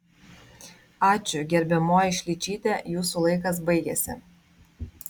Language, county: Lithuanian, Vilnius